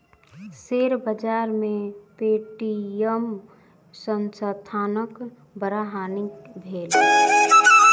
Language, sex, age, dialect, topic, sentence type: Maithili, female, 18-24, Southern/Standard, banking, statement